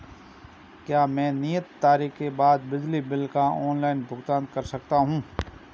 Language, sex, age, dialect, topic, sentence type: Hindi, male, 31-35, Marwari Dhudhari, banking, question